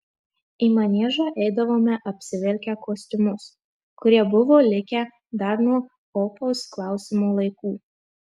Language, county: Lithuanian, Marijampolė